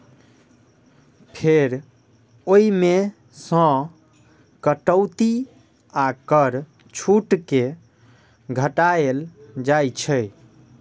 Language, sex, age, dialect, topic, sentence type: Maithili, male, 18-24, Eastern / Thethi, banking, statement